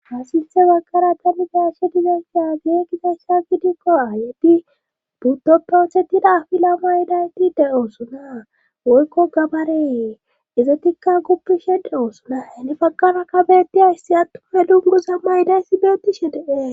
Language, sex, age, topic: Gamo, female, 25-35, government